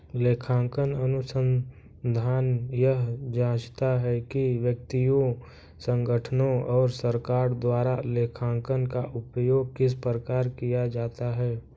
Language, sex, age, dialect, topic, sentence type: Hindi, male, 46-50, Kanauji Braj Bhasha, banking, statement